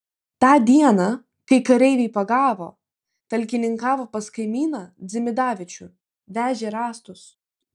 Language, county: Lithuanian, Klaipėda